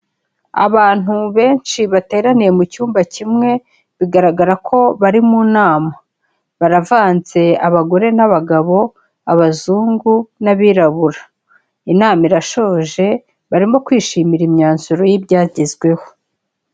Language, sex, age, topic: Kinyarwanda, female, 36-49, health